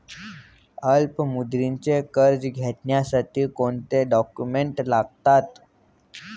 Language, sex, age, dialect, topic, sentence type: Marathi, male, 18-24, Standard Marathi, banking, question